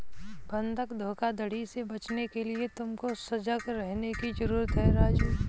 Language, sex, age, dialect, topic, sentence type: Hindi, female, 18-24, Kanauji Braj Bhasha, banking, statement